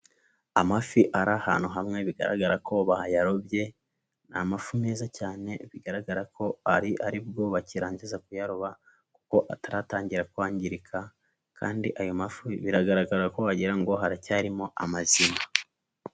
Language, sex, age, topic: Kinyarwanda, male, 18-24, agriculture